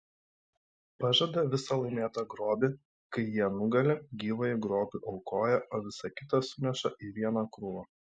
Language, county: Lithuanian, Šiauliai